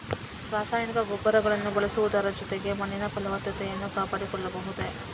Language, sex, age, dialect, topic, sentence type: Kannada, female, 18-24, Mysore Kannada, agriculture, question